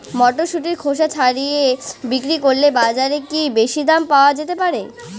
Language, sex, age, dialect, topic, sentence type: Bengali, female, 18-24, Rajbangshi, agriculture, question